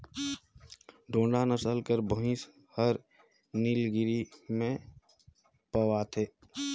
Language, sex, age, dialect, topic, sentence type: Chhattisgarhi, male, 31-35, Northern/Bhandar, agriculture, statement